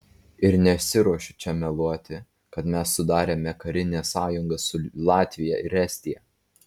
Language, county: Lithuanian, Vilnius